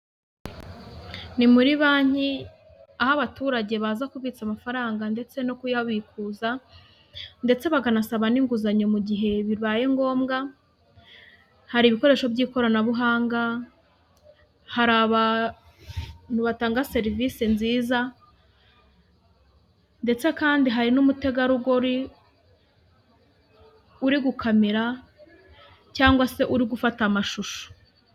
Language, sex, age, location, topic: Kinyarwanda, female, 18-24, Huye, finance